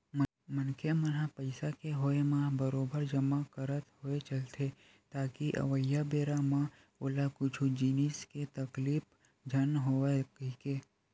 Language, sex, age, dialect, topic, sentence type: Chhattisgarhi, male, 18-24, Western/Budati/Khatahi, banking, statement